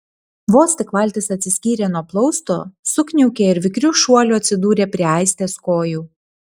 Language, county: Lithuanian, Panevėžys